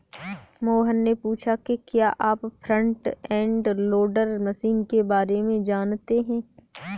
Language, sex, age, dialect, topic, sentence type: Hindi, female, 18-24, Kanauji Braj Bhasha, agriculture, statement